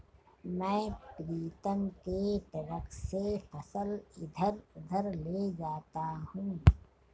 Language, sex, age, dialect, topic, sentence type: Hindi, female, 51-55, Marwari Dhudhari, agriculture, statement